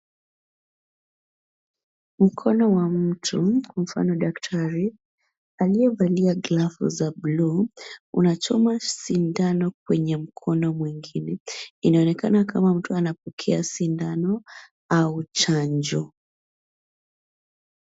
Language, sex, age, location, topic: Swahili, female, 25-35, Nairobi, health